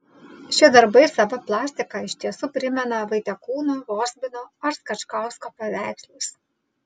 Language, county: Lithuanian, Vilnius